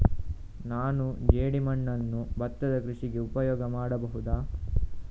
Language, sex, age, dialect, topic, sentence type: Kannada, male, 31-35, Coastal/Dakshin, agriculture, question